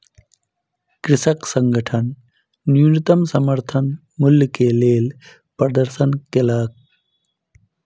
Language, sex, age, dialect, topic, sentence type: Maithili, male, 31-35, Southern/Standard, agriculture, statement